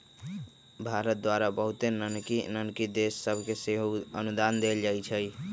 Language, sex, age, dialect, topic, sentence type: Magahi, male, 25-30, Western, banking, statement